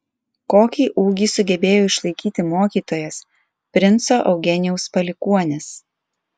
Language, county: Lithuanian, Alytus